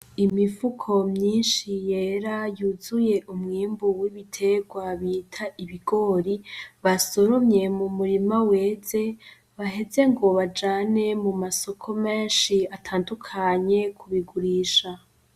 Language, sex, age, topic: Rundi, female, 18-24, agriculture